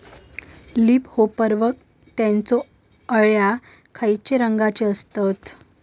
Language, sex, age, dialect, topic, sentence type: Marathi, female, 18-24, Southern Konkan, agriculture, question